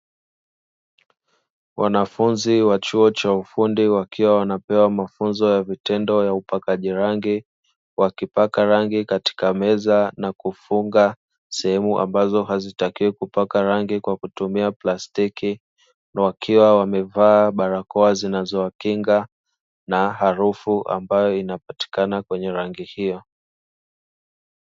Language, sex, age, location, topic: Swahili, male, 25-35, Dar es Salaam, education